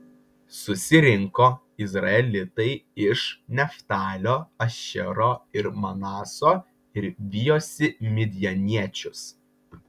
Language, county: Lithuanian, Vilnius